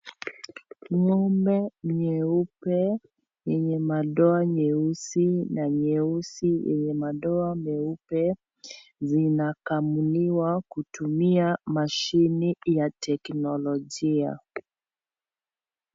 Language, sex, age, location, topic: Swahili, female, 25-35, Kisii, agriculture